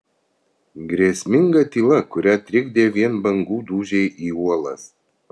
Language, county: Lithuanian, Vilnius